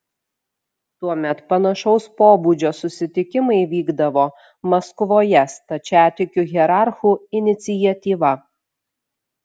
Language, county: Lithuanian, Šiauliai